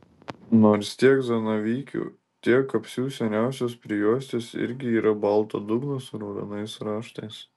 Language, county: Lithuanian, Telšiai